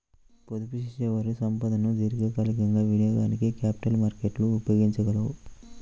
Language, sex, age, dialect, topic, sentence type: Telugu, male, 31-35, Central/Coastal, banking, statement